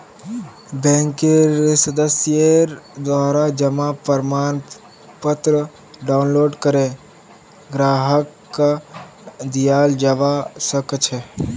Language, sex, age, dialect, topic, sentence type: Magahi, male, 41-45, Northeastern/Surjapuri, banking, statement